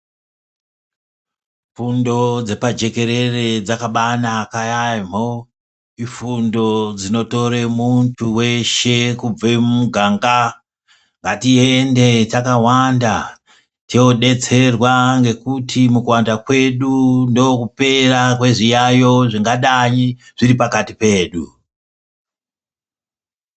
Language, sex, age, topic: Ndau, female, 25-35, health